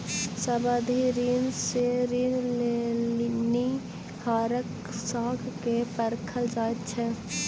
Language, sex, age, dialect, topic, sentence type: Maithili, female, 18-24, Southern/Standard, banking, statement